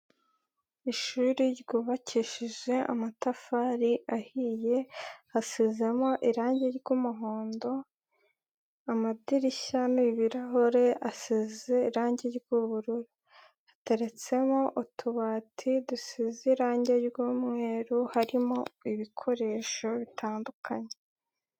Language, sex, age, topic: Kinyarwanda, female, 18-24, education